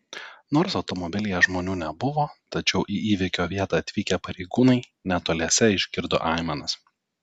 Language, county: Lithuanian, Telšiai